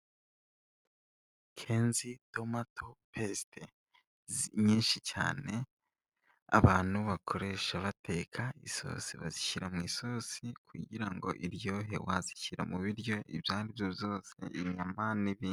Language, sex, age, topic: Kinyarwanda, male, 18-24, finance